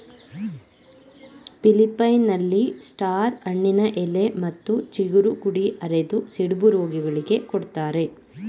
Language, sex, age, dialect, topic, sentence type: Kannada, female, 25-30, Mysore Kannada, agriculture, statement